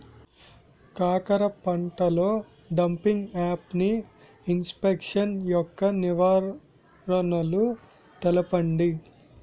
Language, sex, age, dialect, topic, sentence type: Telugu, male, 18-24, Utterandhra, agriculture, question